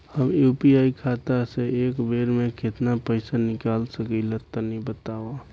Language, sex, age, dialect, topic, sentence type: Bhojpuri, male, 18-24, Southern / Standard, banking, question